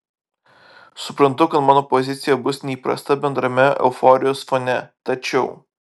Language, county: Lithuanian, Vilnius